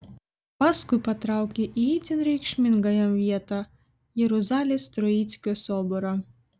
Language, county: Lithuanian, Vilnius